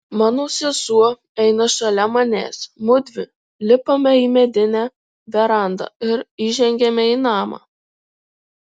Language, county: Lithuanian, Marijampolė